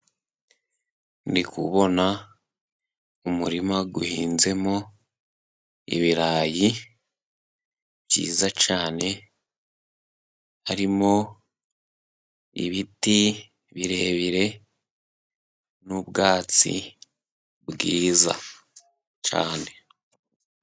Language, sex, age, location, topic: Kinyarwanda, male, 18-24, Musanze, agriculture